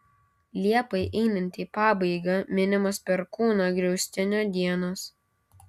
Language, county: Lithuanian, Kaunas